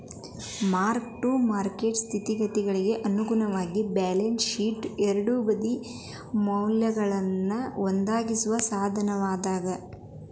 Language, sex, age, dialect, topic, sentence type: Kannada, female, 18-24, Dharwad Kannada, banking, statement